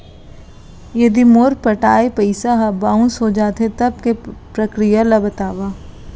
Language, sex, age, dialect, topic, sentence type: Chhattisgarhi, female, 25-30, Central, banking, question